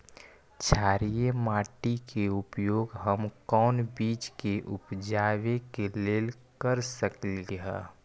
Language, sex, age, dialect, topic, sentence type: Magahi, male, 25-30, Western, agriculture, question